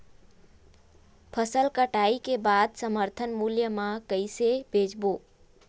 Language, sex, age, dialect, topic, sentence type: Chhattisgarhi, female, 18-24, Western/Budati/Khatahi, agriculture, question